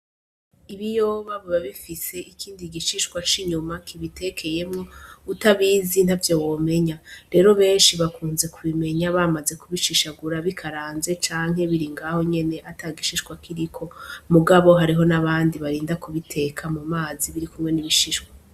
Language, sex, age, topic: Rundi, female, 25-35, agriculture